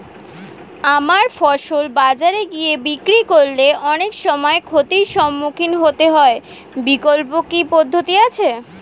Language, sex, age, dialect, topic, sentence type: Bengali, female, 18-24, Standard Colloquial, agriculture, question